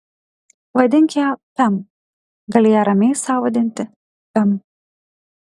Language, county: Lithuanian, Kaunas